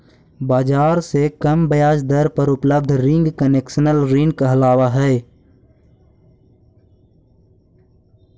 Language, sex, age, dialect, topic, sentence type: Magahi, male, 18-24, Central/Standard, banking, statement